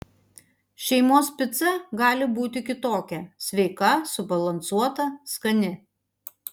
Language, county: Lithuanian, Panevėžys